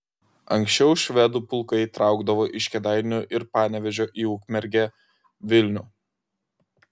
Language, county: Lithuanian, Kaunas